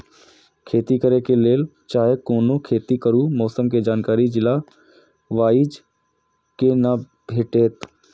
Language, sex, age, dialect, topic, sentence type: Maithili, male, 18-24, Eastern / Thethi, agriculture, question